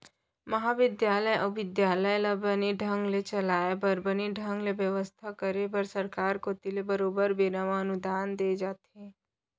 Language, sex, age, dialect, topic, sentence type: Chhattisgarhi, female, 18-24, Central, banking, statement